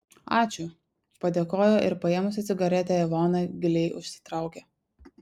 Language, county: Lithuanian, Šiauliai